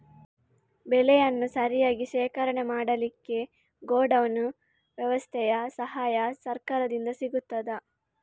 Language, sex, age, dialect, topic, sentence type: Kannada, female, 36-40, Coastal/Dakshin, agriculture, question